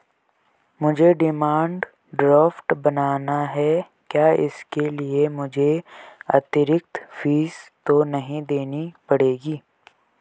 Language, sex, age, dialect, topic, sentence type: Hindi, female, 18-24, Garhwali, banking, question